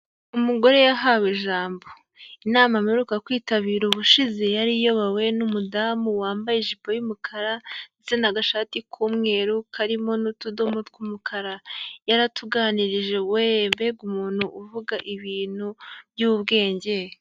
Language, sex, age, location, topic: Kinyarwanda, female, 18-24, Huye, government